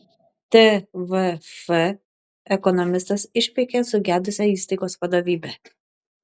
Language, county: Lithuanian, Šiauliai